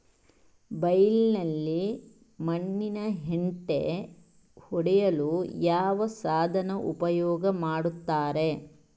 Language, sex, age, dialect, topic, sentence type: Kannada, male, 56-60, Coastal/Dakshin, agriculture, question